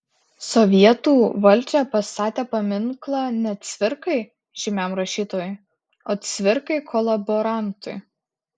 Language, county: Lithuanian, Kaunas